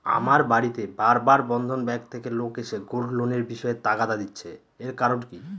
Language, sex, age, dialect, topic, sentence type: Bengali, male, 31-35, Northern/Varendri, banking, question